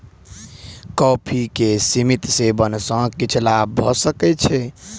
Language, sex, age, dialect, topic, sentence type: Maithili, male, 18-24, Southern/Standard, agriculture, statement